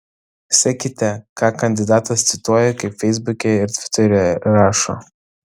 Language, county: Lithuanian, Vilnius